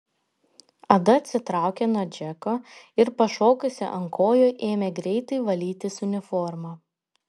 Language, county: Lithuanian, Panevėžys